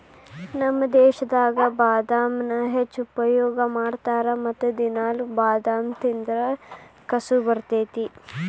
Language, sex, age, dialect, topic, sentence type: Kannada, male, 18-24, Dharwad Kannada, agriculture, statement